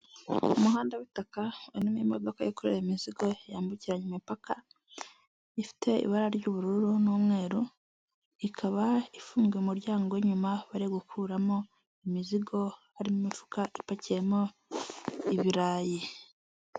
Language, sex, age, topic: Kinyarwanda, male, 18-24, government